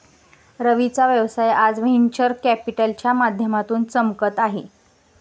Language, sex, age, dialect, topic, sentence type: Marathi, female, 18-24, Standard Marathi, banking, statement